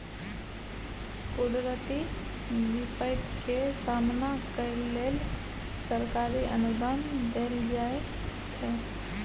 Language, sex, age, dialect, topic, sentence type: Maithili, female, 51-55, Bajjika, agriculture, statement